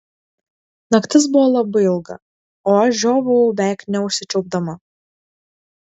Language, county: Lithuanian, Kaunas